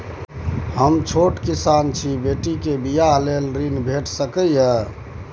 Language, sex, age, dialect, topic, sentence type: Maithili, male, 25-30, Bajjika, banking, question